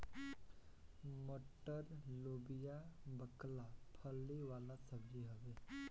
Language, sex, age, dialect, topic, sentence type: Bhojpuri, male, 18-24, Northern, agriculture, statement